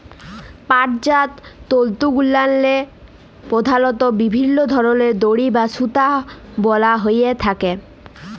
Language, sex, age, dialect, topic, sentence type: Bengali, female, 18-24, Jharkhandi, agriculture, statement